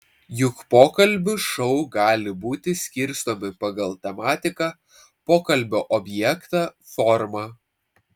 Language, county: Lithuanian, Vilnius